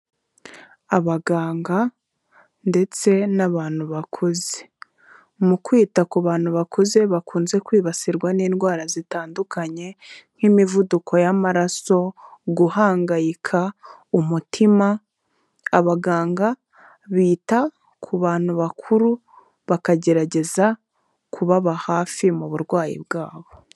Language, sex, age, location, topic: Kinyarwanda, female, 25-35, Kigali, health